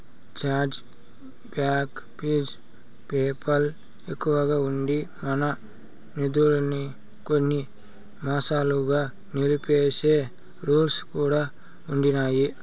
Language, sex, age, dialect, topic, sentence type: Telugu, male, 56-60, Southern, banking, statement